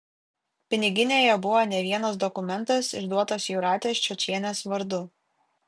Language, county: Lithuanian, Kaunas